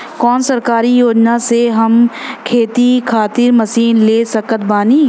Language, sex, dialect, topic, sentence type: Bhojpuri, female, Western, agriculture, question